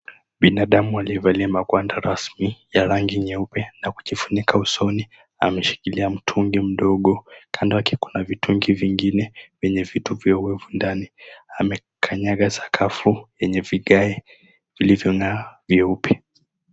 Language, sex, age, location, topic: Swahili, male, 18-24, Mombasa, health